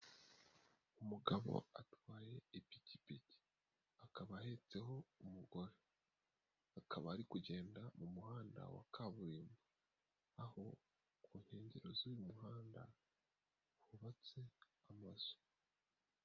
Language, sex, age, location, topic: Kinyarwanda, male, 18-24, Nyagatare, finance